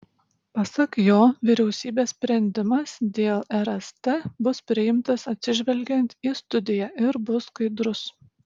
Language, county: Lithuanian, Utena